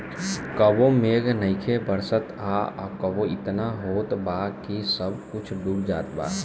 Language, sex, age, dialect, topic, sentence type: Bhojpuri, male, 18-24, Northern, agriculture, statement